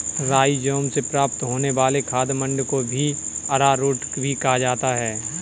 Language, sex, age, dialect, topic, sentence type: Hindi, male, 25-30, Kanauji Braj Bhasha, agriculture, statement